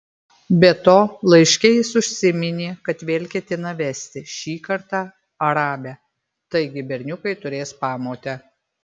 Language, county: Lithuanian, Marijampolė